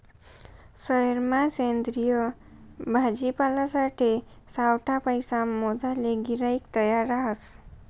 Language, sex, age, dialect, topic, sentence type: Marathi, female, 18-24, Northern Konkan, agriculture, statement